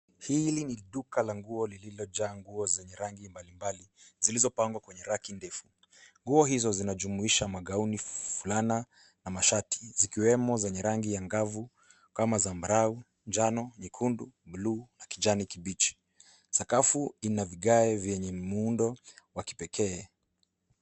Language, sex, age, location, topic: Swahili, male, 18-24, Nairobi, finance